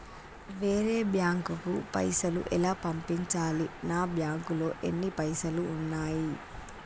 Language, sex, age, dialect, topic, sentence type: Telugu, female, 25-30, Telangana, banking, question